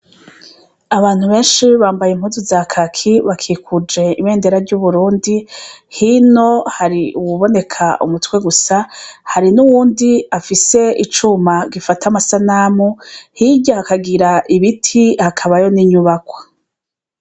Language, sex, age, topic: Rundi, female, 36-49, education